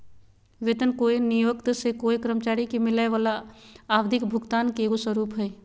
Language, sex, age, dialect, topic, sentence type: Magahi, female, 36-40, Southern, banking, statement